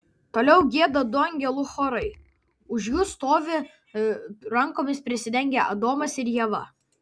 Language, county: Lithuanian, Vilnius